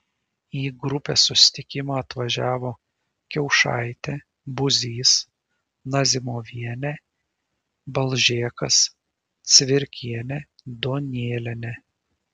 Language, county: Lithuanian, Šiauliai